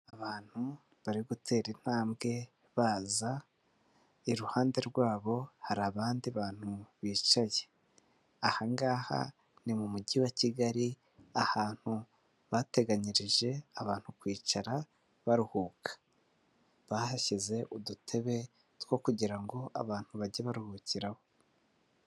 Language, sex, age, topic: Kinyarwanda, male, 25-35, government